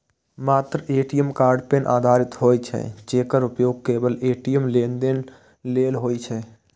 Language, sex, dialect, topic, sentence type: Maithili, male, Eastern / Thethi, banking, statement